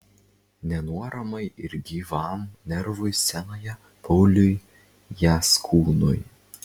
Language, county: Lithuanian, Vilnius